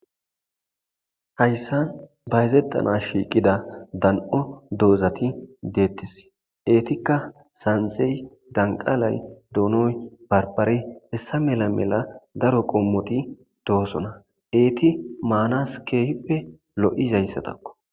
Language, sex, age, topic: Gamo, male, 25-35, agriculture